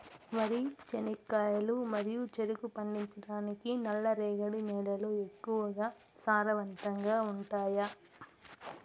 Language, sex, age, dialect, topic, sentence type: Telugu, female, 18-24, Southern, agriculture, question